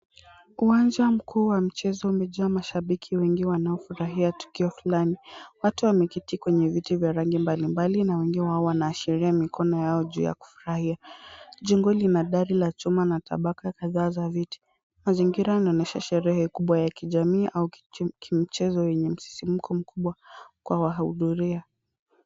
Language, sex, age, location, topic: Swahili, female, 18-24, Kisumu, government